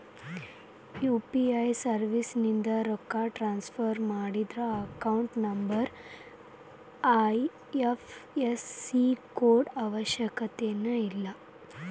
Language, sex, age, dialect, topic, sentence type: Kannada, male, 18-24, Dharwad Kannada, banking, statement